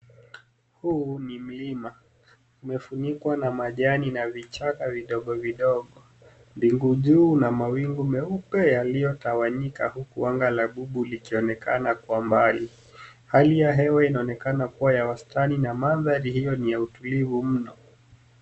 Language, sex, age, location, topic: Swahili, male, 25-35, Nairobi, government